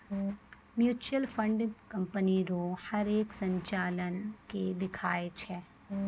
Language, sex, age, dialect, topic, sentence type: Maithili, female, 25-30, Angika, banking, statement